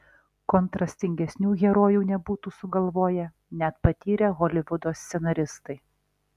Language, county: Lithuanian, Alytus